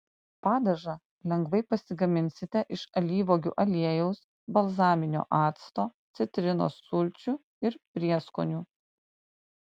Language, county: Lithuanian, Panevėžys